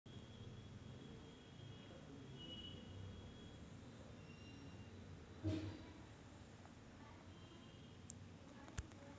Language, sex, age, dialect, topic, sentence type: Marathi, female, 25-30, Varhadi, banking, statement